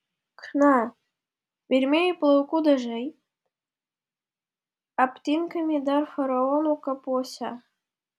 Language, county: Lithuanian, Vilnius